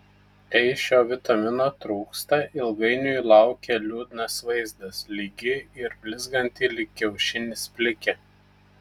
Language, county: Lithuanian, Telšiai